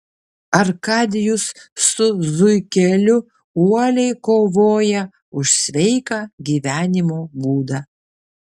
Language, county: Lithuanian, Kaunas